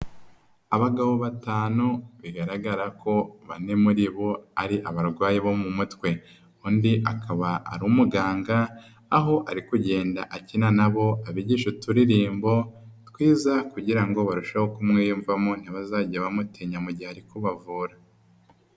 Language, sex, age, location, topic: Kinyarwanda, male, 25-35, Nyagatare, health